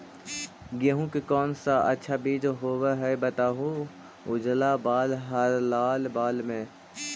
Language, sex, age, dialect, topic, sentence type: Magahi, male, 18-24, Central/Standard, agriculture, question